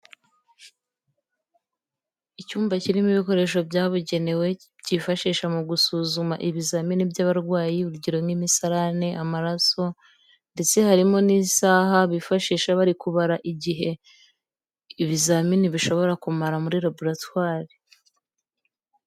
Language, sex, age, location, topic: Kinyarwanda, female, 25-35, Huye, health